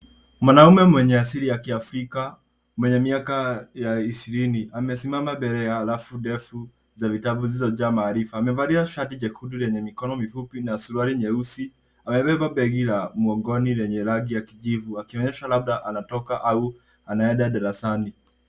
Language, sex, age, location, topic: Swahili, male, 18-24, Nairobi, education